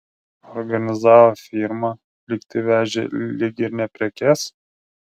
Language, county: Lithuanian, Vilnius